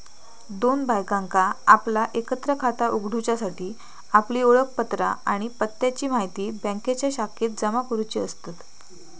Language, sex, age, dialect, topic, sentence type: Marathi, female, 18-24, Southern Konkan, banking, statement